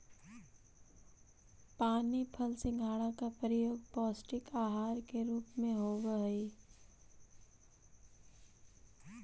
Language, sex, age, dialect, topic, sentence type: Magahi, female, 18-24, Central/Standard, agriculture, statement